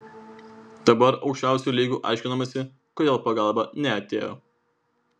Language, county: Lithuanian, Vilnius